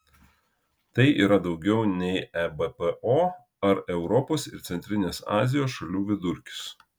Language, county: Lithuanian, Kaunas